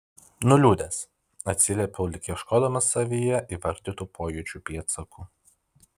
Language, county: Lithuanian, Vilnius